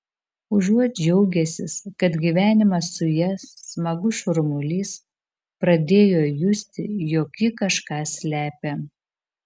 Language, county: Lithuanian, Šiauliai